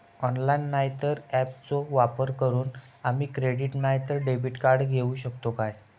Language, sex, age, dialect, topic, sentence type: Marathi, male, 41-45, Southern Konkan, banking, question